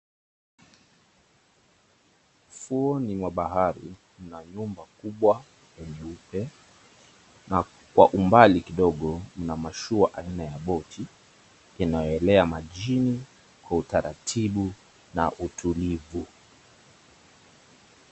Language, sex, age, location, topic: Swahili, male, 36-49, Mombasa, government